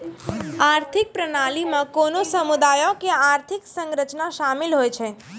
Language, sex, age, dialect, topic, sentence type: Maithili, female, 25-30, Angika, banking, statement